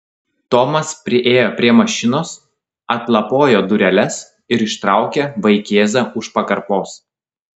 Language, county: Lithuanian, Klaipėda